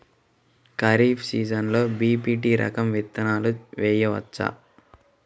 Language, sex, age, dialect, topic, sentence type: Telugu, male, 36-40, Central/Coastal, agriculture, question